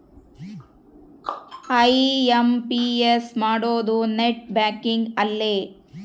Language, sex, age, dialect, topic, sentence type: Kannada, female, 36-40, Central, banking, statement